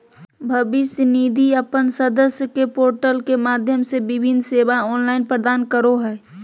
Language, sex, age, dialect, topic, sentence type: Magahi, female, 18-24, Southern, banking, statement